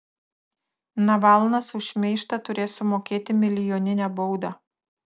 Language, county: Lithuanian, Tauragė